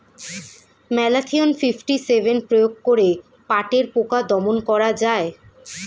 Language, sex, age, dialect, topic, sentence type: Bengali, female, 18-24, Standard Colloquial, agriculture, question